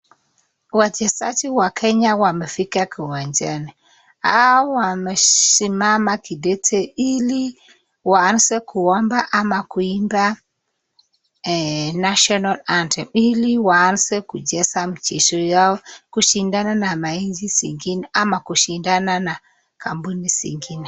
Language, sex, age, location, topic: Swahili, female, 25-35, Nakuru, government